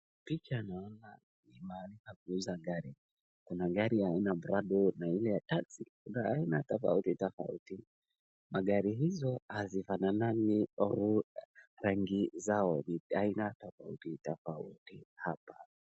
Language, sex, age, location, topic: Swahili, male, 36-49, Wajir, finance